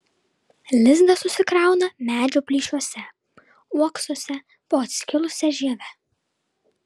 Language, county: Lithuanian, Vilnius